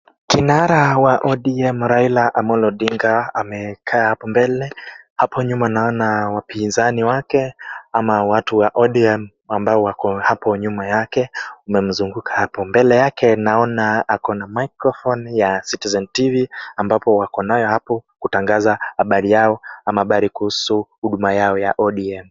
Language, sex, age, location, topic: Swahili, male, 18-24, Kisumu, government